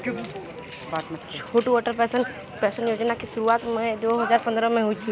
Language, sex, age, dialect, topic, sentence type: Hindi, male, 36-40, Kanauji Braj Bhasha, banking, statement